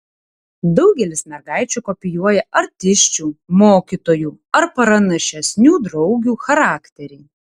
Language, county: Lithuanian, Tauragė